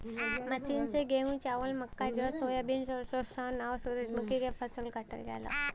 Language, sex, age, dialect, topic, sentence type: Bhojpuri, female, 18-24, Western, agriculture, statement